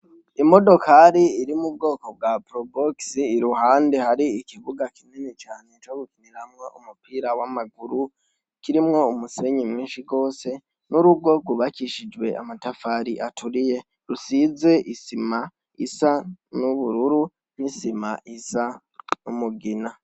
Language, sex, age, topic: Rundi, male, 18-24, education